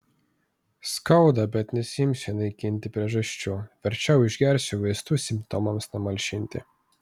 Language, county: Lithuanian, Vilnius